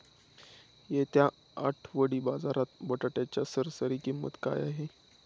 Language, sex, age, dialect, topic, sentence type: Marathi, male, 18-24, Standard Marathi, agriculture, question